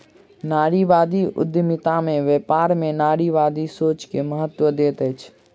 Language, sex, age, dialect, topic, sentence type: Maithili, male, 46-50, Southern/Standard, banking, statement